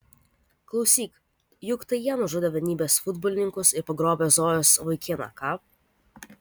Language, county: Lithuanian, Vilnius